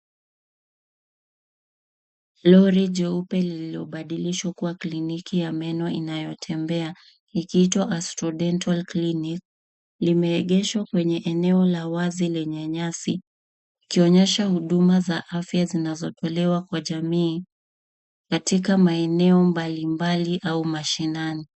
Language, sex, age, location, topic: Swahili, female, 25-35, Nairobi, health